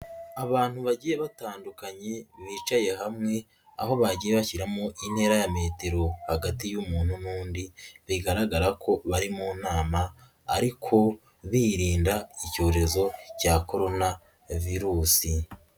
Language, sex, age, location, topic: Kinyarwanda, male, 18-24, Nyagatare, finance